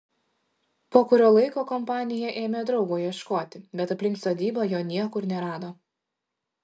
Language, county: Lithuanian, Šiauliai